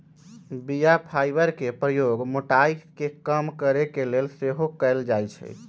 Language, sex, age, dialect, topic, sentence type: Magahi, male, 18-24, Western, agriculture, statement